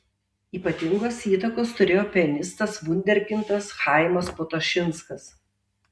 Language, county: Lithuanian, Tauragė